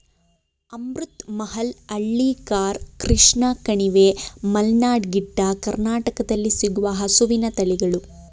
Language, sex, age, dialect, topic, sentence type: Kannada, female, 25-30, Mysore Kannada, agriculture, statement